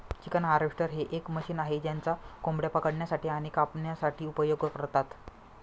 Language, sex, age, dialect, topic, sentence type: Marathi, male, 25-30, Standard Marathi, agriculture, statement